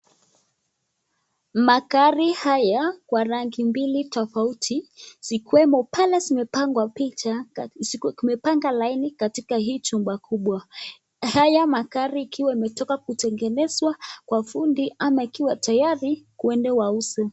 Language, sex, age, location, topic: Swahili, male, 25-35, Nakuru, finance